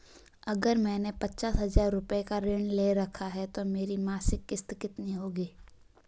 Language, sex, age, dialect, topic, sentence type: Hindi, female, 18-24, Marwari Dhudhari, banking, question